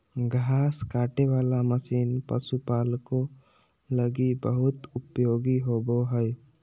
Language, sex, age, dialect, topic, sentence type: Magahi, male, 18-24, Southern, agriculture, statement